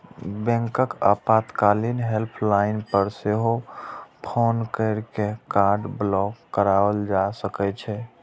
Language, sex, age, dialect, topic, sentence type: Maithili, male, 41-45, Eastern / Thethi, banking, statement